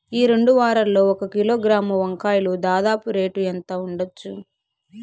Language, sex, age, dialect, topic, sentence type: Telugu, female, 18-24, Southern, agriculture, question